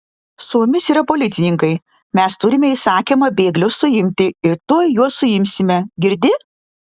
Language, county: Lithuanian, Vilnius